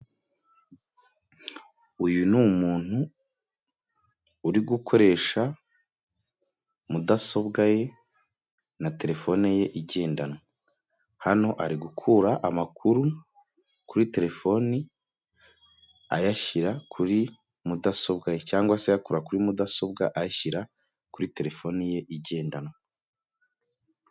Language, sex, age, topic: Kinyarwanda, male, 25-35, government